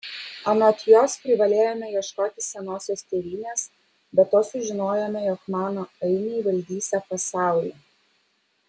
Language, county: Lithuanian, Vilnius